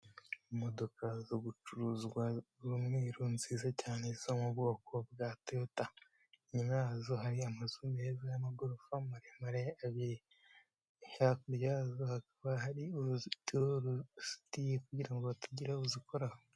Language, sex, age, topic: Kinyarwanda, male, 18-24, finance